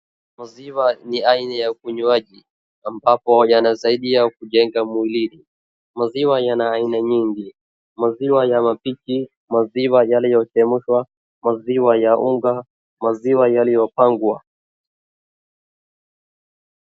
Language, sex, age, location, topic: Swahili, male, 36-49, Wajir, agriculture